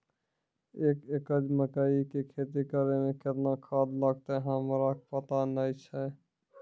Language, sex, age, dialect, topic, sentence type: Maithili, male, 46-50, Angika, agriculture, question